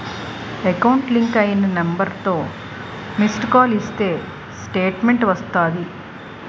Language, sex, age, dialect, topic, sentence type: Telugu, female, 46-50, Utterandhra, banking, statement